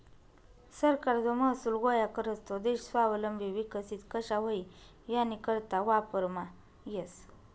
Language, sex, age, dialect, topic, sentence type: Marathi, female, 31-35, Northern Konkan, banking, statement